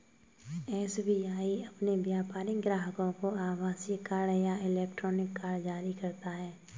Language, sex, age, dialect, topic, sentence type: Hindi, female, 18-24, Kanauji Braj Bhasha, banking, statement